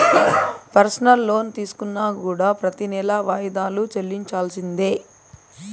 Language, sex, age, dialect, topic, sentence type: Telugu, female, 31-35, Southern, banking, statement